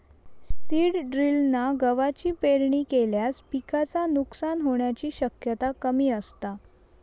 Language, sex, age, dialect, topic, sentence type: Marathi, female, 18-24, Southern Konkan, agriculture, statement